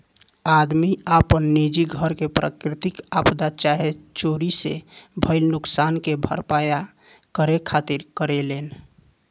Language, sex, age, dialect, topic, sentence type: Bhojpuri, male, 18-24, Southern / Standard, banking, statement